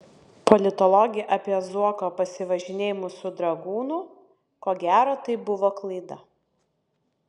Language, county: Lithuanian, Vilnius